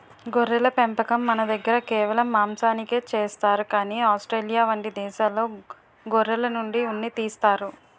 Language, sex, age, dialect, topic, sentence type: Telugu, female, 18-24, Utterandhra, agriculture, statement